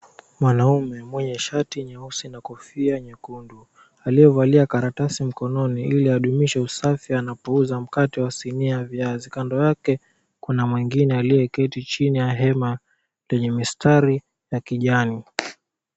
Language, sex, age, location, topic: Swahili, male, 18-24, Mombasa, agriculture